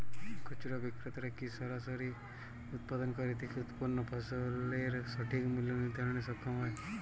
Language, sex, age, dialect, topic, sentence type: Bengali, female, 31-35, Jharkhandi, agriculture, question